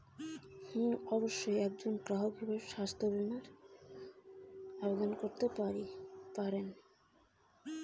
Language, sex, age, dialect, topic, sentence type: Bengali, female, 18-24, Rajbangshi, banking, question